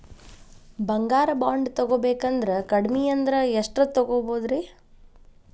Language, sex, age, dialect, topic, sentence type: Kannada, female, 25-30, Dharwad Kannada, banking, question